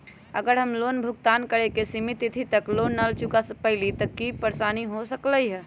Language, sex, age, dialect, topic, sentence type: Magahi, female, 25-30, Western, banking, question